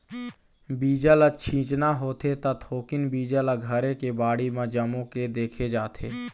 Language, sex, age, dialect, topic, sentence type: Chhattisgarhi, male, 18-24, Eastern, agriculture, statement